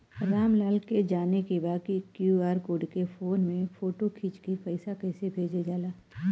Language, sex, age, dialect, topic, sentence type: Bhojpuri, female, 36-40, Western, banking, question